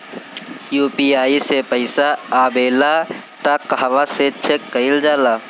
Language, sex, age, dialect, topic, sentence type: Bhojpuri, male, 18-24, Northern, banking, question